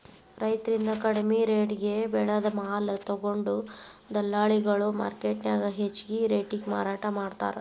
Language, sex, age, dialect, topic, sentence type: Kannada, male, 41-45, Dharwad Kannada, agriculture, statement